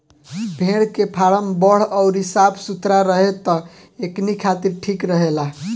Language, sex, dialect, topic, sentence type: Bhojpuri, male, Southern / Standard, agriculture, statement